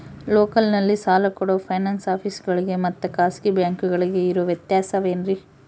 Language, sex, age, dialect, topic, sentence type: Kannada, female, 18-24, Central, banking, question